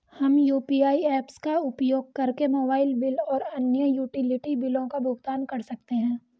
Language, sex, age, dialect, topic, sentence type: Hindi, female, 18-24, Hindustani Malvi Khadi Boli, banking, statement